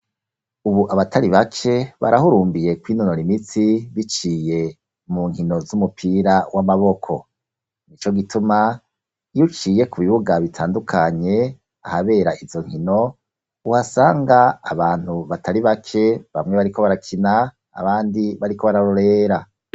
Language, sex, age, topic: Rundi, male, 36-49, education